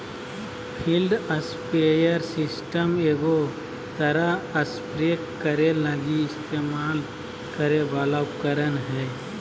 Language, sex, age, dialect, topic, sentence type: Magahi, male, 25-30, Southern, agriculture, statement